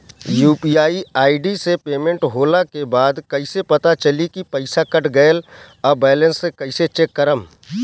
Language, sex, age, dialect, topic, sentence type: Bhojpuri, male, 31-35, Southern / Standard, banking, question